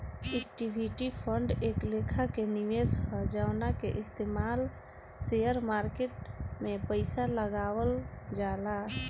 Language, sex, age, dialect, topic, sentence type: Bhojpuri, female, 18-24, Southern / Standard, banking, statement